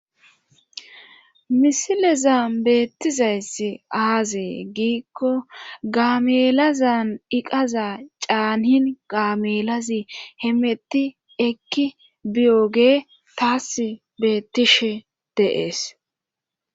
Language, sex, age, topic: Gamo, female, 25-35, government